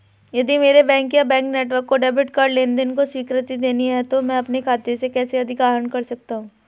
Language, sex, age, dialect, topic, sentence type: Hindi, male, 31-35, Hindustani Malvi Khadi Boli, banking, question